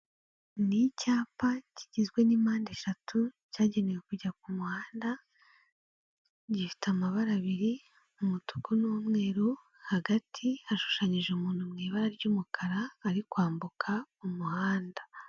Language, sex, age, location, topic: Kinyarwanda, female, 18-24, Kigali, government